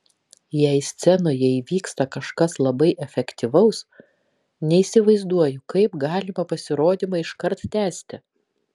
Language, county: Lithuanian, Kaunas